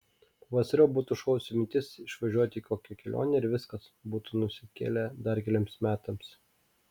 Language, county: Lithuanian, Kaunas